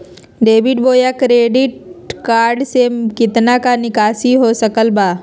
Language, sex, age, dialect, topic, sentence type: Magahi, female, 46-50, Southern, banking, question